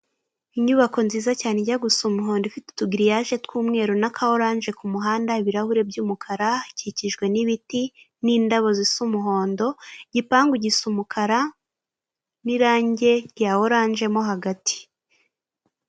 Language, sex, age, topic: Kinyarwanda, female, 18-24, government